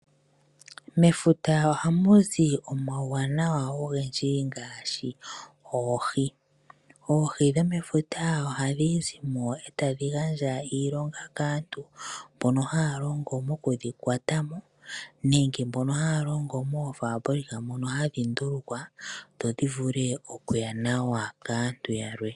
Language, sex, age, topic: Oshiwambo, female, 25-35, agriculture